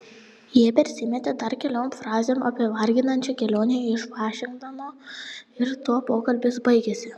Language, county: Lithuanian, Panevėžys